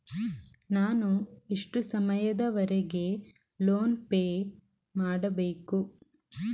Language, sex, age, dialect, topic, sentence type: Kannada, female, 18-24, Coastal/Dakshin, banking, question